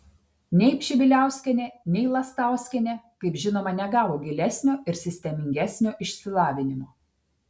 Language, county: Lithuanian, Telšiai